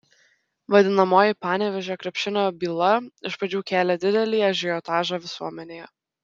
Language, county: Lithuanian, Telšiai